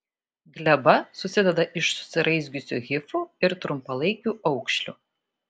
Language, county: Lithuanian, Klaipėda